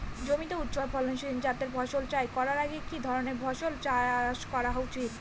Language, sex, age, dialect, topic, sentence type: Bengali, female, 18-24, Northern/Varendri, agriculture, question